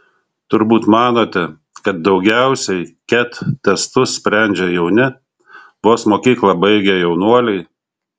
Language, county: Lithuanian, Šiauliai